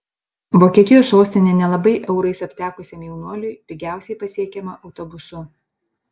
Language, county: Lithuanian, Panevėžys